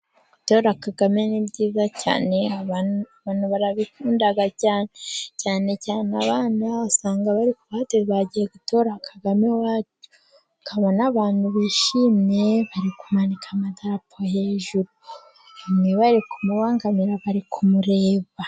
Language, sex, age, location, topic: Kinyarwanda, female, 25-35, Musanze, government